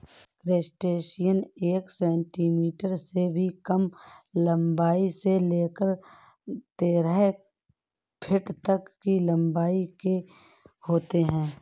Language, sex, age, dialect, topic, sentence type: Hindi, female, 31-35, Awadhi Bundeli, agriculture, statement